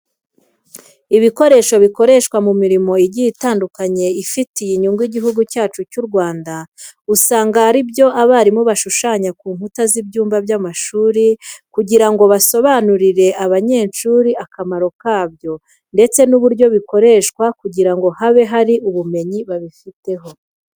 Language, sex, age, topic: Kinyarwanda, female, 25-35, education